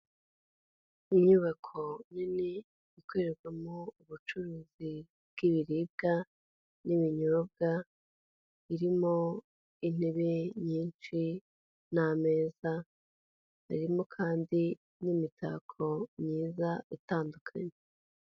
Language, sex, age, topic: Kinyarwanda, female, 18-24, finance